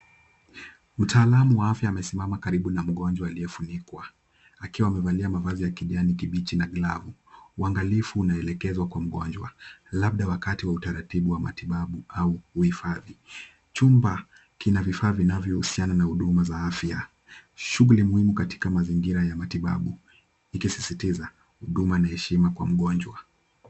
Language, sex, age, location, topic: Swahili, male, 18-24, Kisumu, health